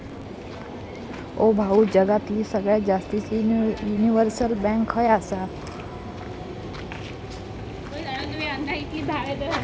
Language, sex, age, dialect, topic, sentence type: Marathi, female, 18-24, Southern Konkan, banking, statement